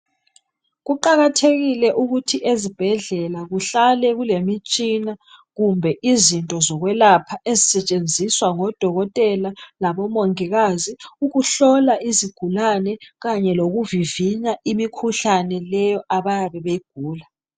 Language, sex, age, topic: North Ndebele, female, 25-35, health